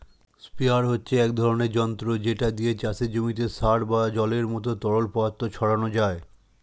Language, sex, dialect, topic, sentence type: Bengali, male, Standard Colloquial, agriculture, statement